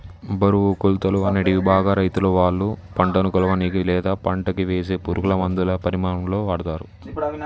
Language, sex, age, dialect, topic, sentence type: Telugu, male, 18-24, Telangana, agriculture, statement